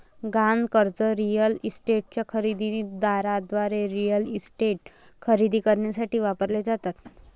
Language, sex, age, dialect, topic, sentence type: Marathi, female, 18-24, Varhadi, banking, statement